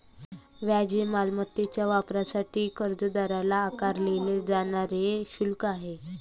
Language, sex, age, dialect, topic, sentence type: Marathi, female, 25-30, Varhadi, banking, statement